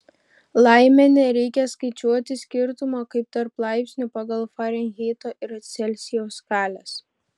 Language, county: Lithuanian, Šiauliai